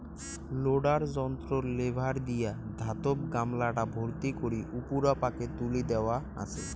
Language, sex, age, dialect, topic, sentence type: Bengali, male, 18-24, Rajbangshi, agriculture, statement